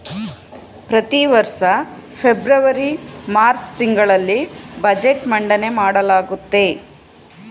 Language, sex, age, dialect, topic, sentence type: Kannada, female, 41-45, Mysore Kannada, banking, statement